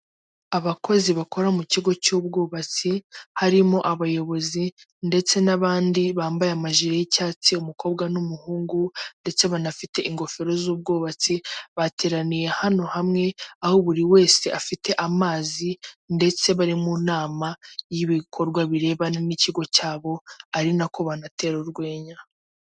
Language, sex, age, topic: Kinyarwanda, female, 18-24, government